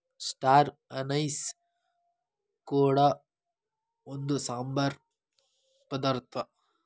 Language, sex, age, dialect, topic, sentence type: Kannada, male, 18-24, Dharwad Kannada, agriculture, statement